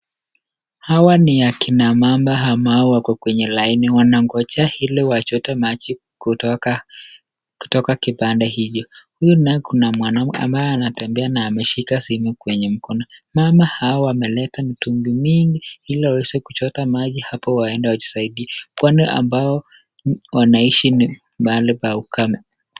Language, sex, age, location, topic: Swahili, male, 18-24, Nakuru, health